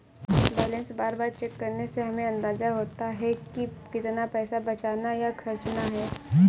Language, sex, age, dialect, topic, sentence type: Hindi, female, 18-24, Awadhi Bundeli, banking, statement